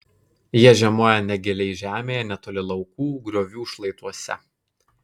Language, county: Lithuanian, Kaunas